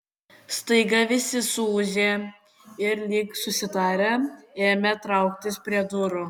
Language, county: Lithuanian, Kaunas